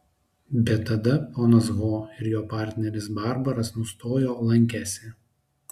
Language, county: Lithuanian, Alytus